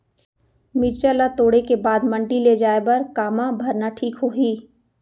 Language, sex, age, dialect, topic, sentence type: Chhattisgarhi, female, 25-30, Central, agriculture, question